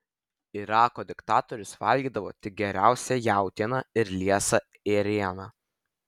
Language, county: Lithuanian, Vilnius